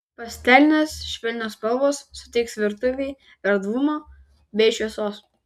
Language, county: Lithuanian, Vilnius